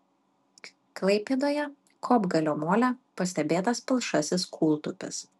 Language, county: Lithuanian, Vilnius